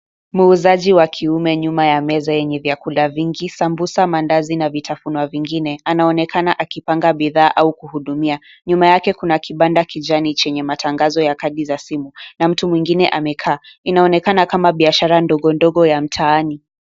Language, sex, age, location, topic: Swahili, female, 18-24, Mombasa, agriculture